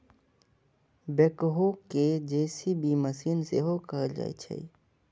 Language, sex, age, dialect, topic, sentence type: Maithili, male, 25-30, Eastern / Thethi, agriculture, statement